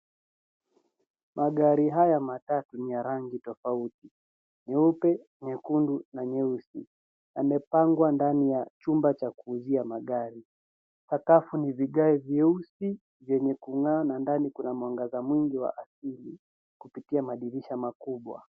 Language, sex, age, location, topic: Swahili, female, 18-24, Nairobi, finance